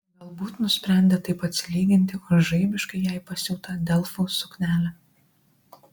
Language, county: Lithuanian, Marijampolė